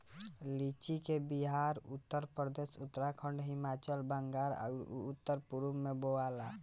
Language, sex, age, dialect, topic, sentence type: Bhojpuri, female, 51-55, Southern / Standard, agriculture, statement